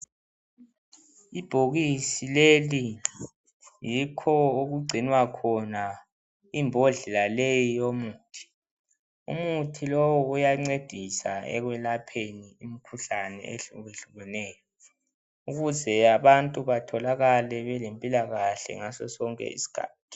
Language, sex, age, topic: North Ndebele, male, 18-24, health